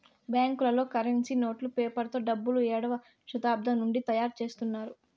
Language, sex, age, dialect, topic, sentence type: Telugu, female, 56-60, Southern, banking, statement